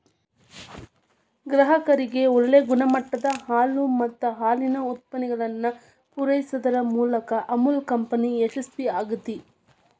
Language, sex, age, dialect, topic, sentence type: Kannada, female, 25-30, Dharwad Kannada, agriculture, statement